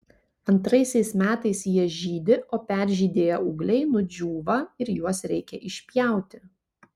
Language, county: Lithuanian, Panevėžys